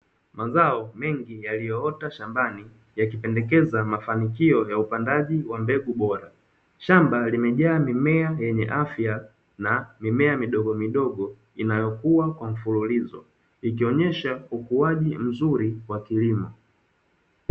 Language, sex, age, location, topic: Swahili, male, 25-35, Dar es Salaam, agriculture